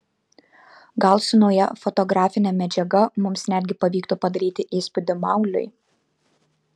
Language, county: Lithuanian, Kaunas